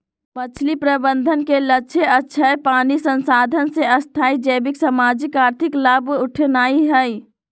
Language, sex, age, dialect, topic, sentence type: Magahi, female, 18-24, Western, agriculture, statement